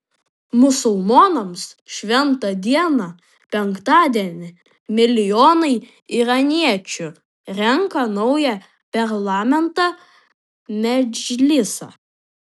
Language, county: Lithuanian, Panevėžys